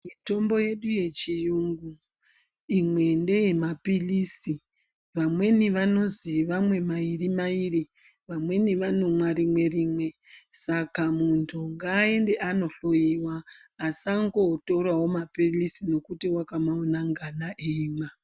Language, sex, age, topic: Ndau, female, 36-49, health